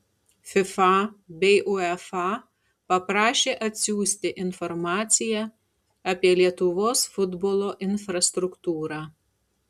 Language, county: Lithuanian, Tauragė